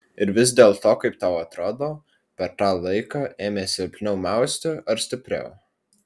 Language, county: Lithuanian, Vilnius